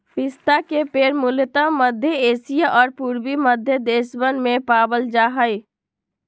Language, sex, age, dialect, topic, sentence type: Magahi, female, 18-24, Western, agriculture, statement